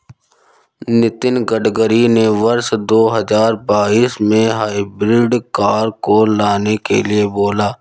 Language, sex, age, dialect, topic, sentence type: Hindi, male, 51-55, Awadhi Bundeli, banking, statement